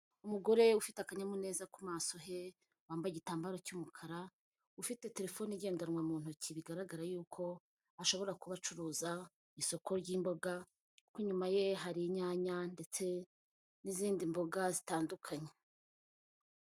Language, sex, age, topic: Kinyarwanda, female, 25-35, finance